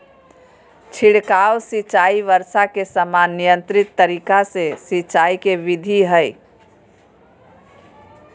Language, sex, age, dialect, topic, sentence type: Magahi, female, 41-45, Southern, agriculture, statement